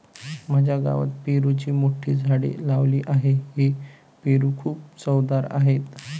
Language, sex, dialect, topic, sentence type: Marathi, male, Varhadi, agriculture, statement